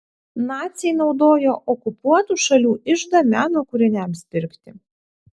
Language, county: Lithuanian, Vilnius